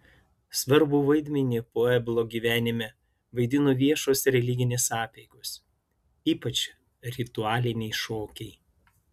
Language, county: Lithuanian, Klaipėda